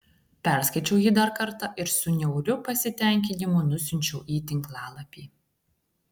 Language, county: Lithuanian, Klaipėda